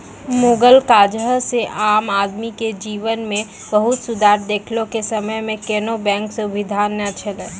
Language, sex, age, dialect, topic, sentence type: Maithili, female, 18-24, Angika, banking, statement